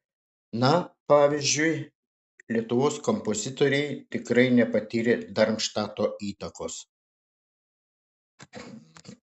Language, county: Lithuanian, Šiauliai